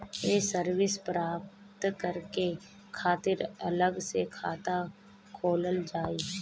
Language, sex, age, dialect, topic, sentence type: Bhojpuri, female, 25-30, Northern, banking, question